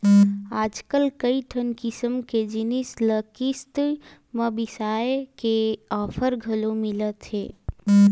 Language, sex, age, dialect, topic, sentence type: Chhattisgarhi, female, 18-24, Western/Budati/Khatahi, banking, statement